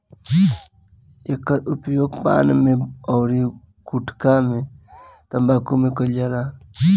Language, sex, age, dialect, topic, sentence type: Bhojpuri, female, 18-24, Northern, agriculture, statement